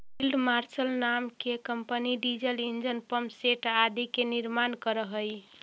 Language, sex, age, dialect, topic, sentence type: Magahi, female, 41-45, Central/Standard, banking, statement